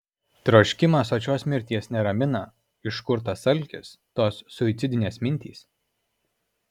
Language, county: Lithuanian, Alytus